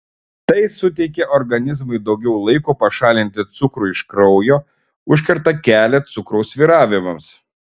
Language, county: Lithuanian, Šiauliai